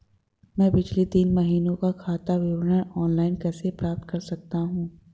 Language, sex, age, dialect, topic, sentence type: Hindi, female, 25-30, Marwari Dhudhari, banking, question